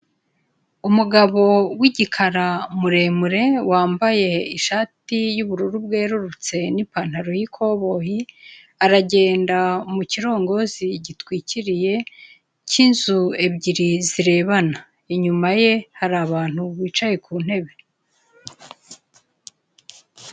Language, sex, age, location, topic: Kinyarwanda, female, 25-35, Kigali, government